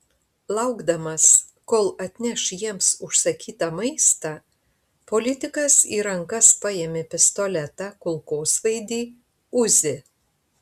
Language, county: Lithuanian, Panevėžys